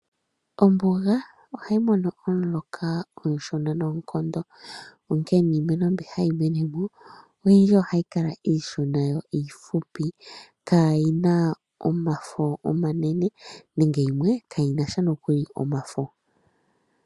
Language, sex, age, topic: Oshiwambo, male, 25-35, agriculture